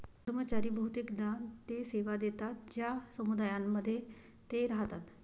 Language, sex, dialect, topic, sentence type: Marathi, female, Varhadi, banking, statement